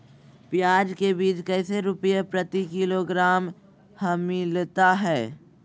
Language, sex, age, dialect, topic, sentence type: Magahi, female, 18-24, Southern, agriculture, question